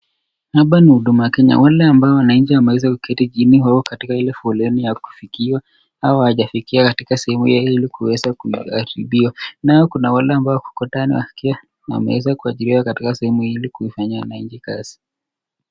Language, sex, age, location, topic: Swahili, male, 36-49, Nakuru, government